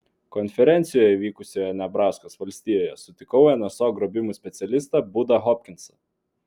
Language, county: Lithuanian, Vilnius